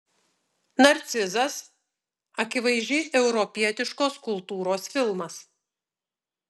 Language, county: Lithuanian, Utena